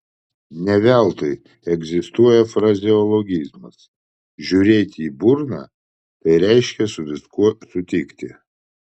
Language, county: Lithuanian, Vilnius